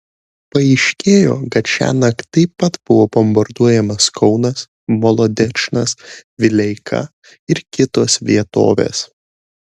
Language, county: Lithuanian, Šiauliai